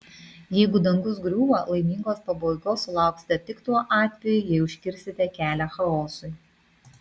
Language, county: Lithuanian, Vilnius